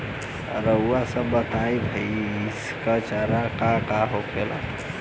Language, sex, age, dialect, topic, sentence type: Bhojpuri, male, 18-24, Western, agriculture, question